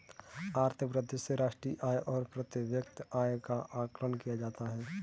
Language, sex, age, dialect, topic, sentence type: Hindi, male, 18-24, Kanauji Braj Bhasha, banking, statement